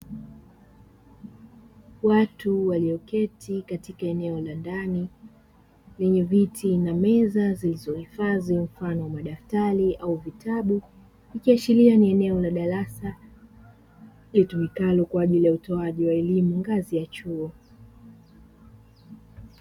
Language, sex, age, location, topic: Swahili, female, 25-35, Dar es Salaam, education